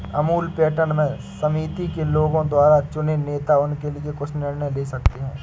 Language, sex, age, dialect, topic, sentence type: Hindi, male, 56-60, Awadhi Bundeli, agriculture, statement